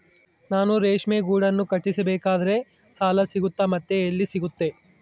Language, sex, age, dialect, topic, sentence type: Kannada, male, 18-24, Central, agriculture, question